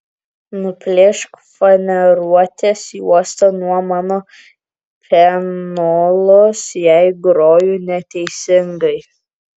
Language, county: Lithuanian, Kaunas